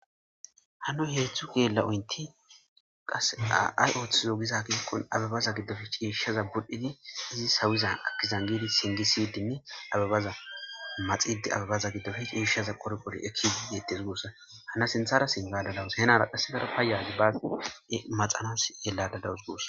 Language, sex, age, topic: Gamo, male, 25-35, agriculture